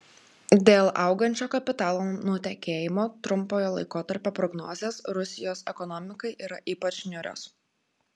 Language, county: Lithuanian, Klaipėda